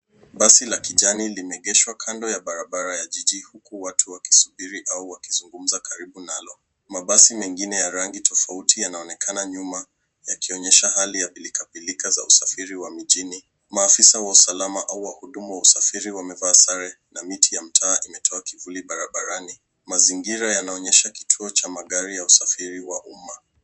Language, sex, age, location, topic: Swahili, male, 18-24, Nairobi, government